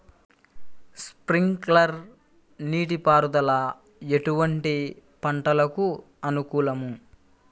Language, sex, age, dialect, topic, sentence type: Telugu, male, 41-45, Central/Coastal, agriculture, question